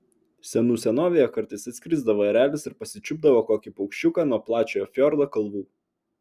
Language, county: Lithuanian, Vilnius